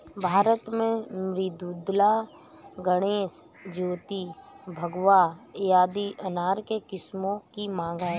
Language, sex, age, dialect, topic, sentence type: Hindi, female, 31-35, Awadhi Bundeli, agriculture, statement